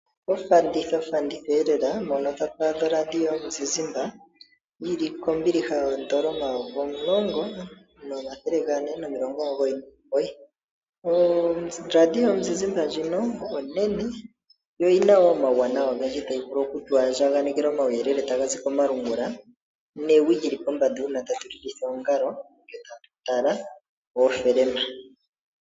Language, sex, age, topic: Oshiwambo, male, 25-35, finance